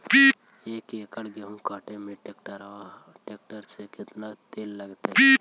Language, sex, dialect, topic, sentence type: Magahi, male, Central/Standard, agriculture, question